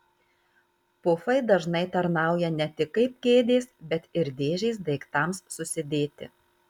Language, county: Lithuanian, Marijampolė